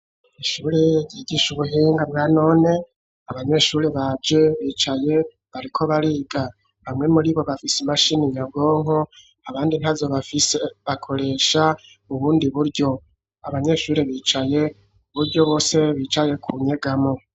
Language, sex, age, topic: Rundi, male, 25-35, education